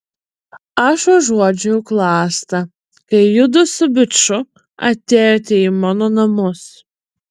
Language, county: Lithuanian, Utena